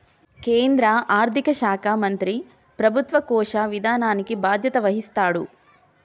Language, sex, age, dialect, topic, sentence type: Telugu, female, 25-30, Telangana, banking, statement